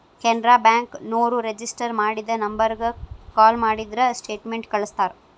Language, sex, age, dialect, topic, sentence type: Kannada, female, 25-30, Dharwad Kannada, banking, statement